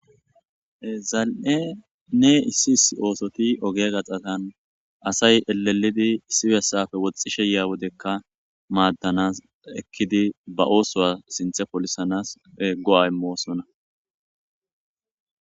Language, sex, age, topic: Gamo, male, 25-35, agriculture